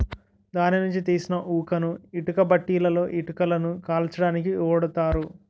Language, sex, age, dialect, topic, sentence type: Telugu, male, 60-100, Utterandhra, agriculture, statement